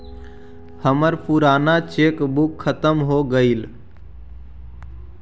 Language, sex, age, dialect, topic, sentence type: Magahi, male, 41-45, Central/Standard, banking, statement